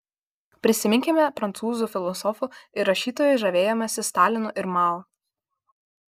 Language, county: Lithuanian, Kaunas